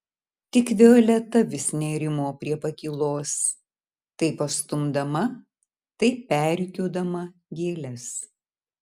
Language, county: Lithuanian, Marijampolė